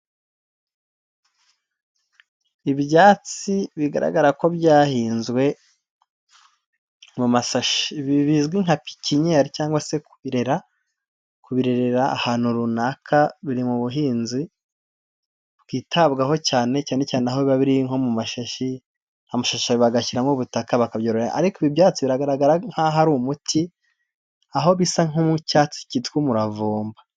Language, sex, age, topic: Kinyarwanda, male, 18-24, health